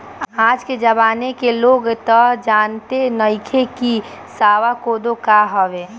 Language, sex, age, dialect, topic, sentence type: Bhojpuri, female, 18-24, Northern, agriculture, statement